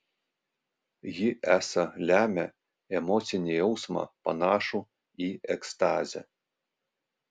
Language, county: Lithuanian, Vilnius